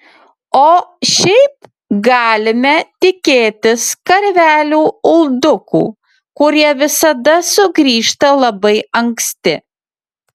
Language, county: Lithuanian, Utena